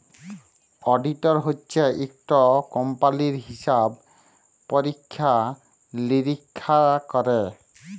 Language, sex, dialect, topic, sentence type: Bengali, male, Jharkhandi, banking, statement